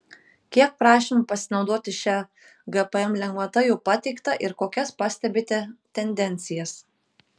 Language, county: Lithuanian, Kaunas